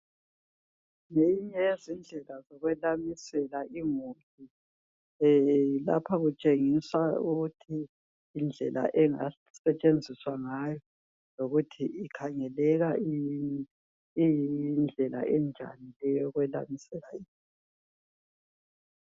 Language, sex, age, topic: North Ndebele, female, 50+, health